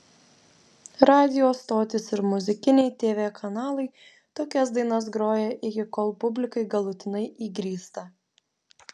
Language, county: Lithuanian, Vilnius